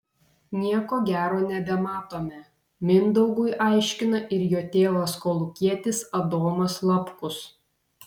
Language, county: Lithuanian, Vilnius